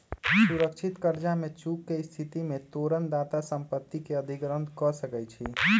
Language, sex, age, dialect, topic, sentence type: Magahi, male, 25-30, Western, banking, statement